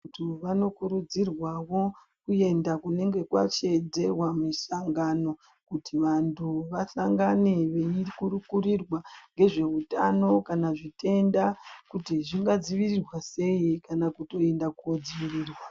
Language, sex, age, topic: Ndau, female, 25-35, health